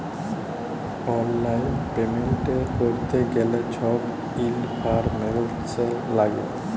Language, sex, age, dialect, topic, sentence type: Bengali, male, 25-30, Jharkhandi, banking, statement